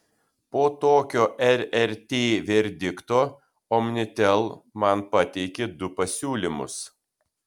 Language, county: Lithuanian, Kaunas